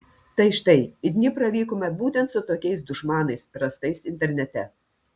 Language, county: Lithuanian, Telšiai